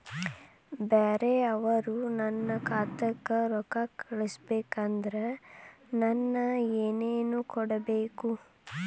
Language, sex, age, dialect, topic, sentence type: Kannada, male, 18-24, Dharwad Kannada, banking, question